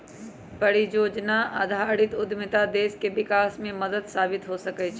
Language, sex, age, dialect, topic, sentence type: Magahi, female, 25-30, Western, banking, statement